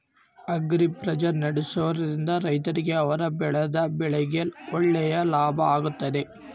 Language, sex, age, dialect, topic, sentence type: Kannada, male, 18-24, Central, agriculture, question